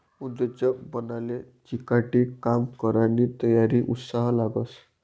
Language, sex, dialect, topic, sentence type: Marathi, male, Northern Konkan, banking, statement